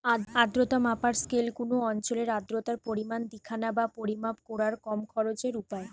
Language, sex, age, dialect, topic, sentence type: Bengali, female, 25-30, Western, agriculture, statement